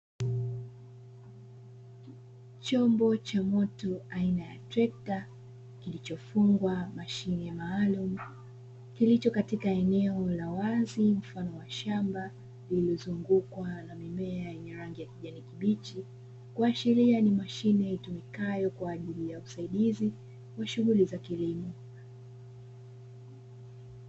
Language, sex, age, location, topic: Swahili, female, 25-35, Dar es Salaam, agriculture